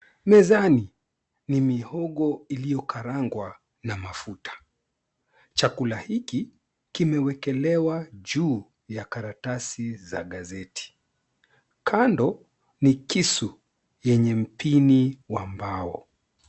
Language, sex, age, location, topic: Swahili, male, 36-49, Mombasa, agriculture